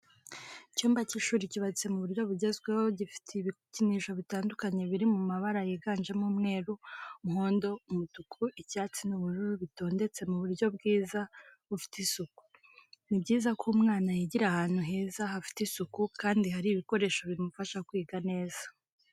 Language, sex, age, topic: Kinyarwanda, female, 25-35, education